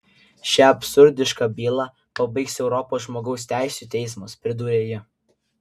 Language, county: Lithuanian, Kaunas